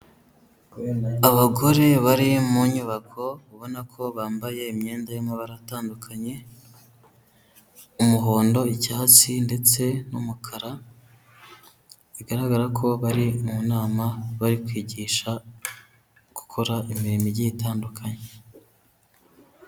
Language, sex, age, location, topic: Kinyarwanda, male, 18-24, Huye, education